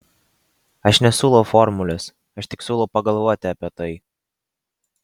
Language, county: Lithuanian, Vilnius